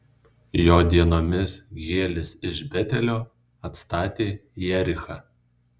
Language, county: Lithuanian, Alytus